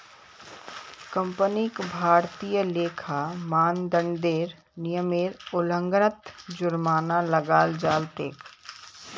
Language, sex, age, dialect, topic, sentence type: Magahi, female, 18-24, Northeastern/Surjapuri, banking, statement